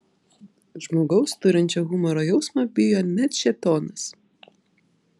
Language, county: Lithuanian, Vilnius